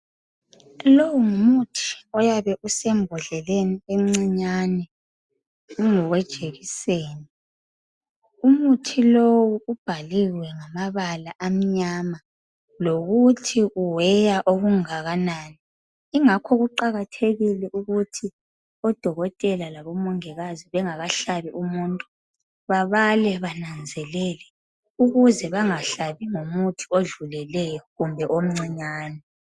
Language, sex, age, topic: North Ndebele, female, 25-35, health